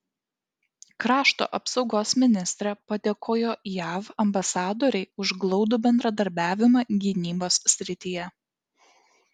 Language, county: Lithuanian, Kaunas